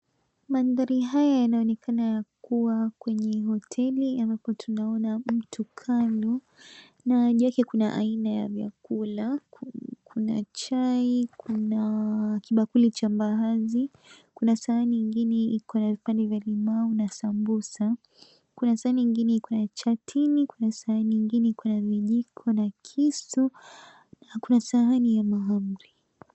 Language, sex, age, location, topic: Swahili, female, 18-24, Mombasa, agriculture